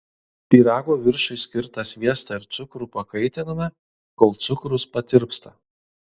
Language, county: Lithuanian, Kaunas